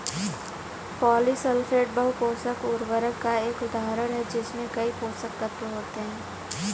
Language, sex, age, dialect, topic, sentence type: Hindi, female, 18-24, Kanauji Braj Bhasha, agriculture, statement